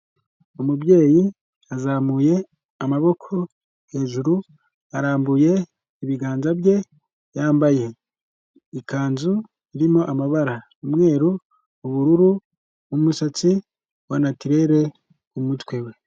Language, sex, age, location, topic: Kinyarwanda, male, 25-35, Kigali, government